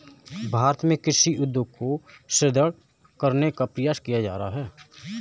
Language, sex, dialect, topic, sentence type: Hindi, male, Kanauji Braj Bhasha, agriculture, statement